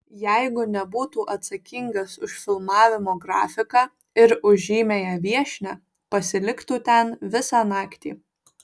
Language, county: Lithuanian, Vilnius